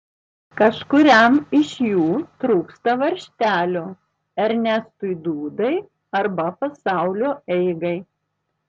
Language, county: Lithuanian, Tauragė